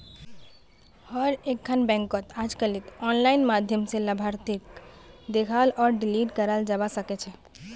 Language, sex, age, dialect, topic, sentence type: Magahi, female, 18-24, Northeastern/Surjapuri, banking, statement